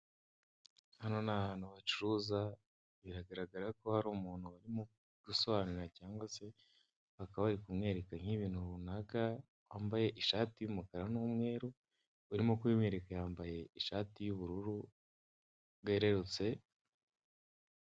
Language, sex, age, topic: Kinyarwanda, male, 18-24, finance